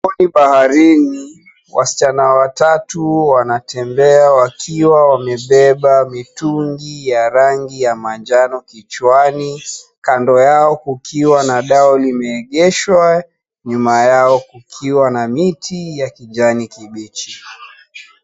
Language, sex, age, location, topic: Swahili, male, 36-49, Mombasa, government